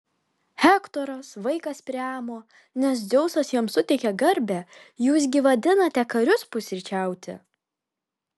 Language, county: Lithuanian, Kaunas